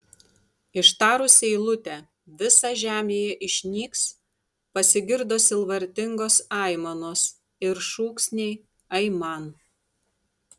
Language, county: Lithuanian, Tauragė